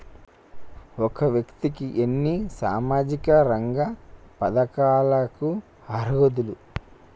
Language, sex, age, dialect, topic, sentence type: Telugu, male, 25-30, Telangana, banking, question